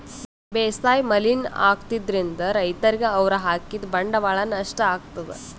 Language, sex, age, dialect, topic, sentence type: Kannada, female, 18-24, Northeastern, agriculture, statement